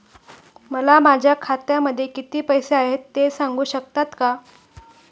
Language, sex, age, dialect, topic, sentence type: Marathi, female, 41-45, Standard Marathi, banking, question